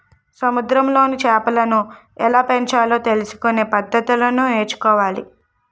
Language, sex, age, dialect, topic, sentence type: Telugu, female, 18-24, Utterandhra, agriculture, statement